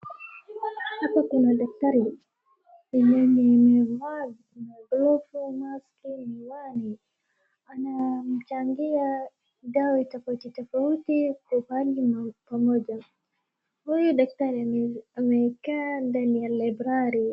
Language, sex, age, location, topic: Swahili, female, 36-49, Wajir, agriculture